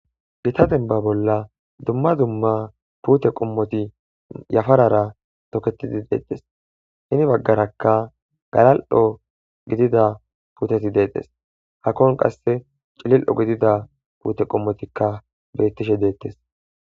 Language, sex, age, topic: Gamo, male, 18-24, agriculture